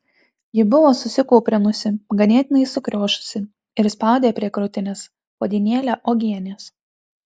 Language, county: Lithuanian, Tauragė